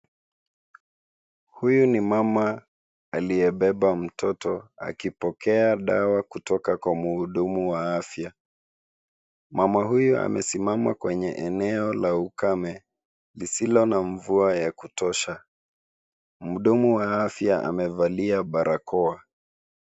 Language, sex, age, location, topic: Swahili, male, 25-35, Nairobi, health